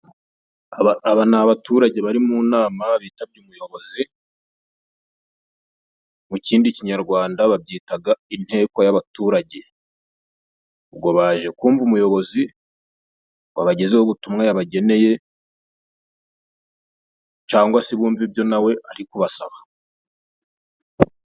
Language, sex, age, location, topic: Kinyarwanda, male, 25-35, Musanze, government